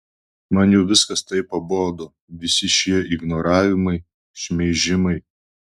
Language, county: Lithuanian, Klaipėda